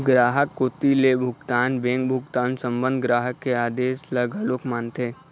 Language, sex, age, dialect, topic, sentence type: Chhattisgarhi, male, 18-24, Eastern, banking, statement